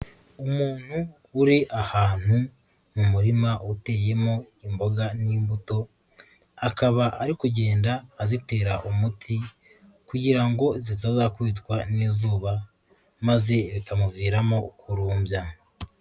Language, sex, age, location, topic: Kinyarwanda, female, 18-24, Nyagatare, agriculture